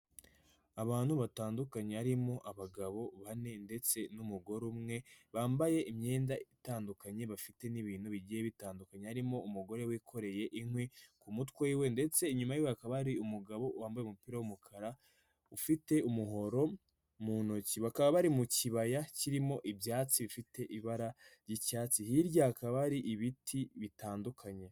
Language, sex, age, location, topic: Kinyarwanda, male, 18-24, Nyagatare, agriculture